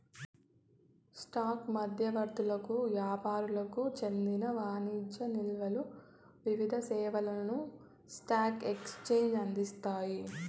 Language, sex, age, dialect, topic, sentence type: Telugu, female, 18-24, Southern, banking, statement